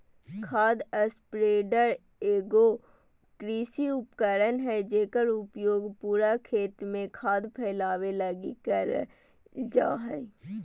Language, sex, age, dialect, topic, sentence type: Magahi, female, 18-24, Southern, agriculture, statement